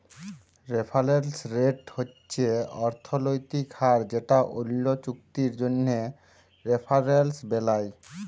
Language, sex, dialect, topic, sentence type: Bengali, male, Jharkhandi, banking, statement